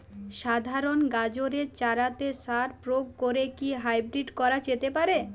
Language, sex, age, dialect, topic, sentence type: Bengali, female, 18-24, Jharkhandi, agriculture, question